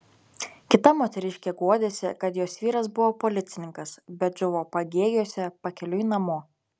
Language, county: Lithuanian, Telšiai